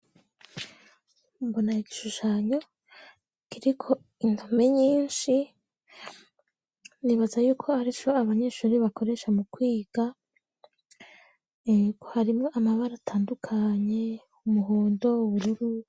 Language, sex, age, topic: Rundi, female, 18-24, education